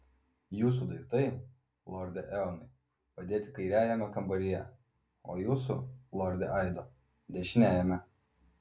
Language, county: Lithuanian, Vilnius